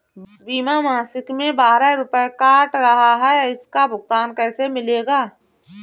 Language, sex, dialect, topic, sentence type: Hindi, female, Awadhi Bundeli, banking, question